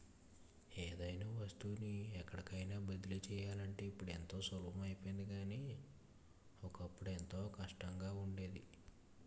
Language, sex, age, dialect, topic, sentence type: Telugu, male, 18-24, Utterandhra, banking, statement